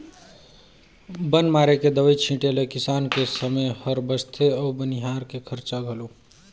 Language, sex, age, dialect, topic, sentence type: Chhattisgarhi, male, 25-30, Northern/Bhandar, agriculture, statement